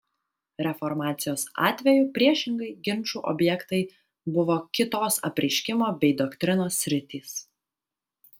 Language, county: Lithuanian, Vilnius